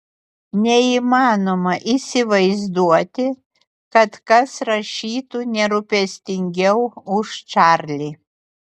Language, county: Lithuanian, Utena